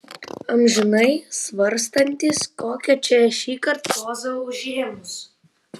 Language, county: Lithuanian, Vilnius